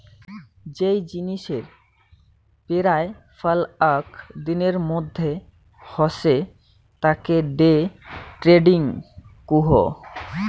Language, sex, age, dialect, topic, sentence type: Bengali, male, 25-30, Rajbangshi, banking, statement